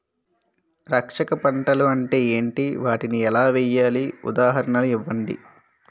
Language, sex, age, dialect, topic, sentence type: Telugu, male, 18-24, Utterandhra, agriculture, question